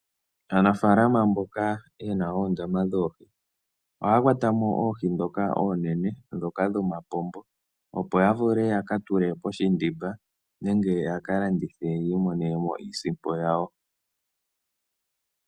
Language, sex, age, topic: Oshiwambo, male, 18-24, agriculture